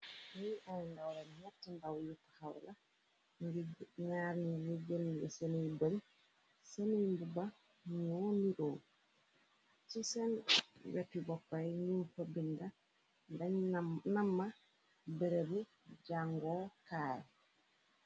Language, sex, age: Wolof, female, 36-49